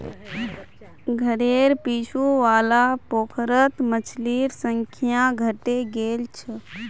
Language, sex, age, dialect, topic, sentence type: Magahi, female, 25-30, Northeastern/Surjapuri, agriculture, statement